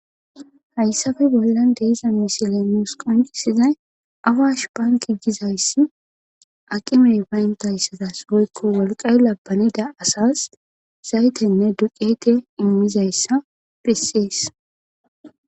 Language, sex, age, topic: Gamo, female, 25-35, government